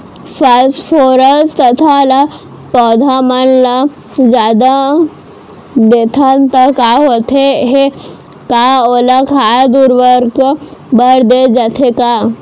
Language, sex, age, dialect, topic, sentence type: Chhattisgarhi, female, 36-40, Central, agriculture, question